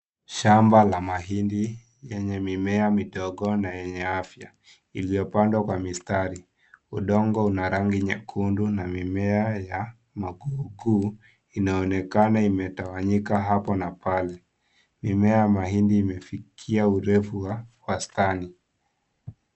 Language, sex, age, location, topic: Swahili, female, 25-35, Kisii, agriculture